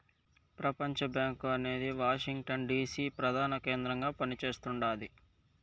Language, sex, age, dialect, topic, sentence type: Telugu, male, 18-24, Southern, banking, statement